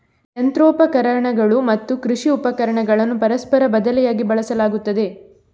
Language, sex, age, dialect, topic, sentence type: Kannada, female, 18-24, Coastal/Dakshin, agriculture, statement